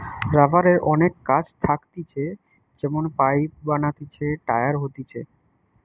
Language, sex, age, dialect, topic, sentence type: Bengali, male, 18-24, Western, agriculture, statement